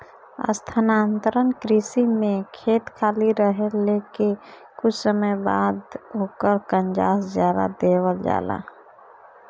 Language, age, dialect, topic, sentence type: Bhojpuri, 25-30, Northern, agriculture, statement